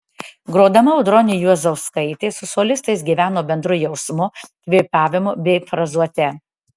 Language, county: Lithuanian, Tauragė